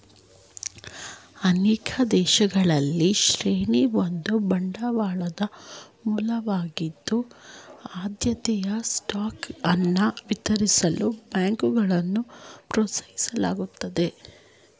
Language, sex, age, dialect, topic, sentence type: Kannada, female, 31-35, Mysore Kannada, banking, statement